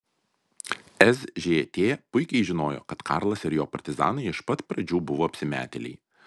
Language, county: Lithuanian, Vilnius